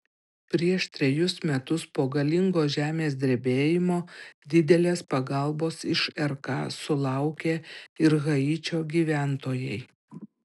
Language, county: Lithuanian, Panevėžys